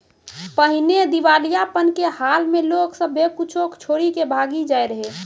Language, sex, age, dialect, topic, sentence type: Maithili, female, 18-24, Angika, banking, statement